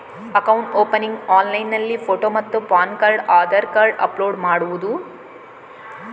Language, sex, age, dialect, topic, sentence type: Kannada, female, 36-40, Coastal/Dakshin, banking, question